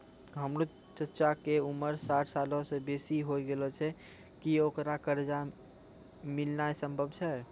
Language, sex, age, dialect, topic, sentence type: Maithili, male, 46-50, Angika, banking, statement